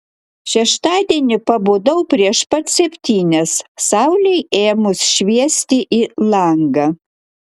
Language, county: Lithuanian, Klaipėda